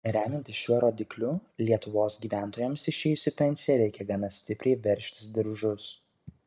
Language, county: Lithuanian, Kaunas